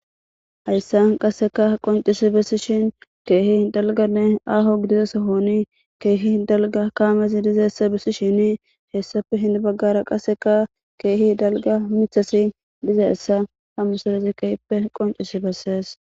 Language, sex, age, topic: Gamo, female, 18-24, government